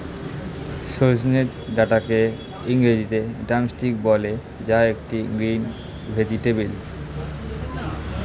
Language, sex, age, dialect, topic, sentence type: Bengali, male, <18, Standard Colloquial, agriculture, statement